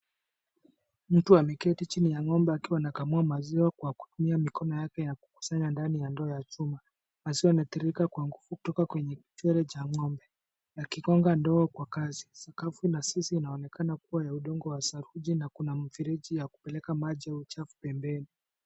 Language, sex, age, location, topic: Swahili, male, 25-35, Kisumu, agriculture